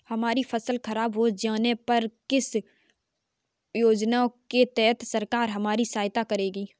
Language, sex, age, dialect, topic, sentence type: Hindi, female, 25-30, Kanauji Braj Bhasha, agriculture, question